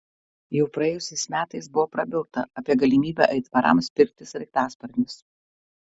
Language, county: Lithuanian, Klaipėda